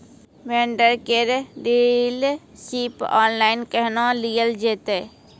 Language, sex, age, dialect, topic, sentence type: Maithili, female, 36-40, Angika, agriculture, question